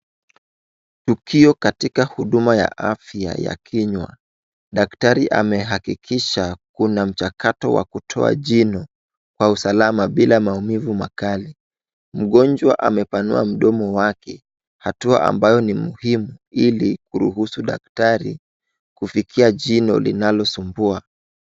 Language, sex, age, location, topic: Swahili, male, 18-24, Wajir, health